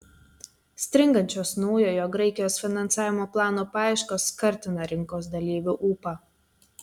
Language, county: Lithuanian, Telšiai